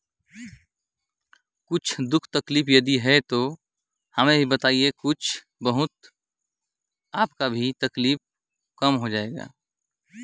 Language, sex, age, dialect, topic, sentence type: Chhattisgarhi, male, 18-24, Northern/Bhandar, banking, statement